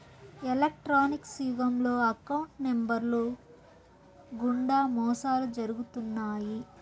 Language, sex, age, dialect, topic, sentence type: Telugu, male, 36-40, Southern, banking, statement